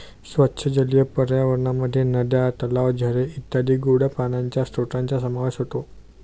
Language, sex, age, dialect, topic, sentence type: Marathi, male, 18-24, Standard Marathi, agriculture, statement